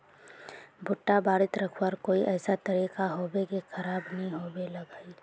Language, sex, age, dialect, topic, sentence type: Magahi, female, 36-40, Northeastern/Surjapuri, agriculture, question